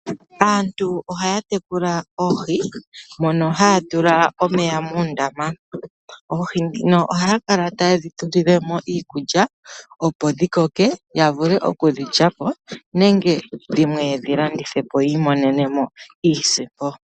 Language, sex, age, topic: Oshiwambo, male, 36-49, agriculture